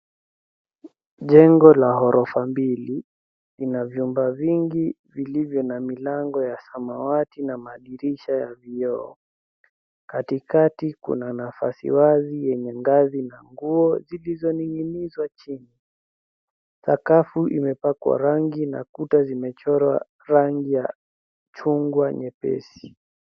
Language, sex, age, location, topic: Swahili, female, 18-24, Nairobi, education